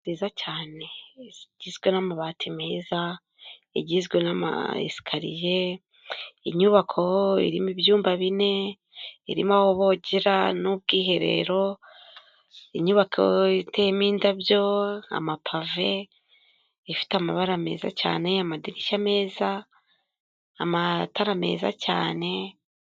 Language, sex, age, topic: Kinyarwanda, female, 25-35, finance